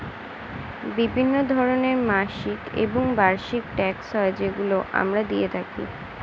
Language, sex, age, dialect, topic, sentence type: Bengali, female, 18-24, Standard Colloquial, banking, statement